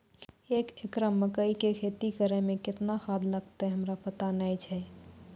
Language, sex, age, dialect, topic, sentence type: Maithili, female, 18-24, Angika, agriculture, question